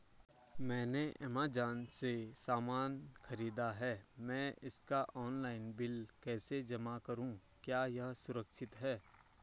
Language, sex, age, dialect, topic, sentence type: Hindi, male, 25-30, Garhwali, banking, question